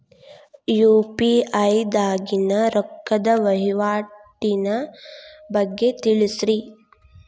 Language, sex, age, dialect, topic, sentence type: Kannada, female, 18-24, Dharwad Kannada, banking, question